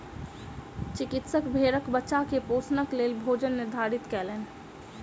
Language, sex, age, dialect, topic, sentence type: Maithili, female, 25-30, Southern/Standard, agriculture, statement